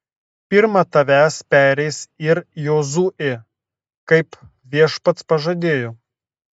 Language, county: Lithuanian, Telšiai